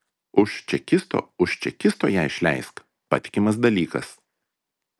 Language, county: Lithuanian, Vilnius